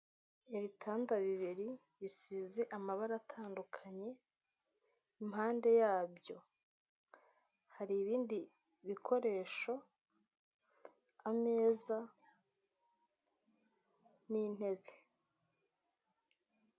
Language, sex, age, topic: Kinyarwanda, female, 25-35, finance